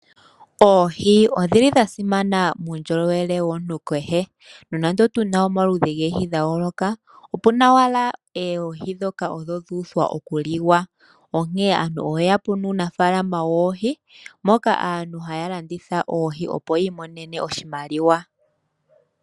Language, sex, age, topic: Oshiwambo, female, 18-24, agriculture